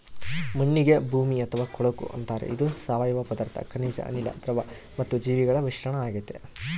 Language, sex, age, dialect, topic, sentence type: Kannada, female, 18-24, Central, agriculture, statement